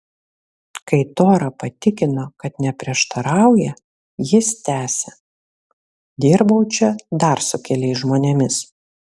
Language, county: Lithuanian, Vilnius